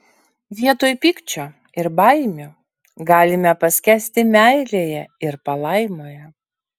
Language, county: Lithuanian, Vilnius